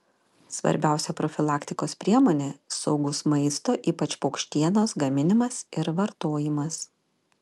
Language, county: Lithuanian, Panevėžys